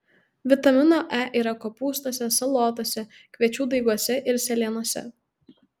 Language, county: Lithuanian, Tauragė